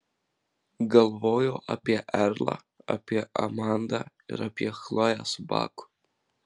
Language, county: Lithuanian, Marijampolė